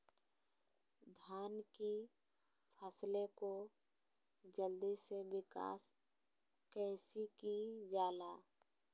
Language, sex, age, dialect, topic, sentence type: Magahi, female, 60-100, Southern, agriculture, question